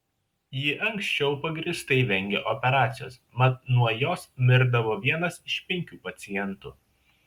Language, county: Lithuanian, Šiauliai